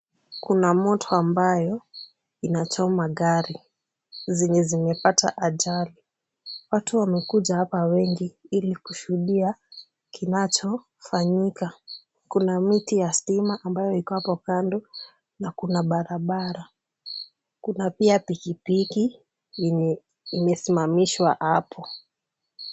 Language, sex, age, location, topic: Swahili, female, 18-24, Kisumu, health